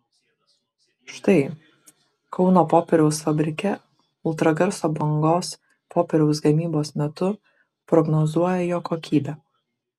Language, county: Lithuanian, Kaunas